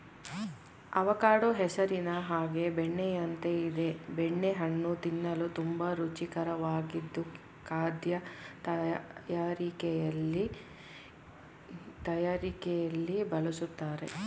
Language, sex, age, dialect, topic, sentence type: Kannada, female, 36-40, Mysore Kannada, agriculture, statement